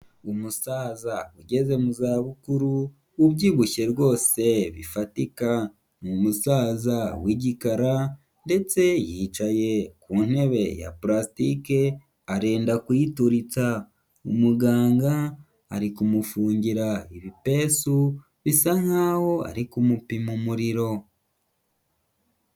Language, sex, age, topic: Kinyarwanda, male, 18-24, health